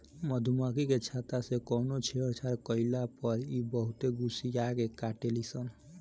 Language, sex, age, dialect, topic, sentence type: Bhojpuri, male, 18-24, Southern / Standard, agriculture, statement